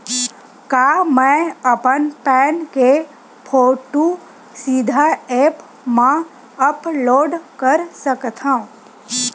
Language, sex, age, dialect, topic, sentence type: Chhattisgarhi, female, 25-30, Western/Budati/Khatahi, banking, question